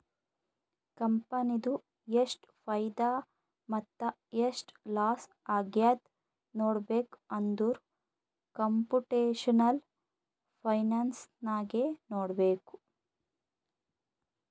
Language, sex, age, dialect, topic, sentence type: Kannada, female, 31-35, Northeastern, banking, statement